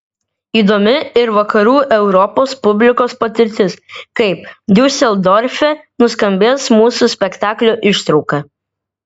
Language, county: Lithuanian, Vilnius